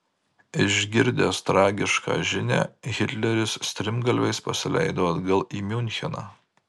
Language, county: Lithuanian, Marijampolė